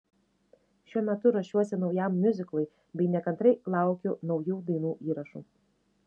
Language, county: Lithuanian, Šiauliai